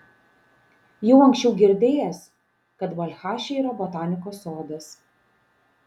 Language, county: Lithuanian, Šiauliai